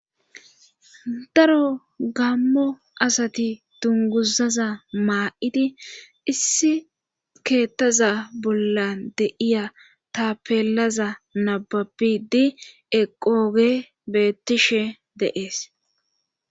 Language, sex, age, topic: Gamo, female, 25-35, government